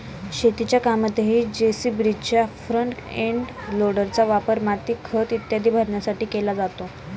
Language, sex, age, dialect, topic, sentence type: Marathi, female, 18-24, Standard Marathi, agriculture, statement